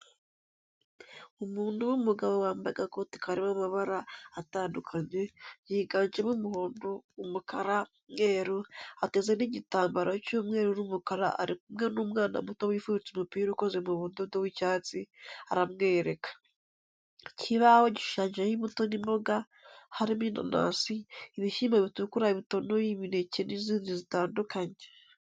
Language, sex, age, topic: Kinyarwanda, female, 18-24, education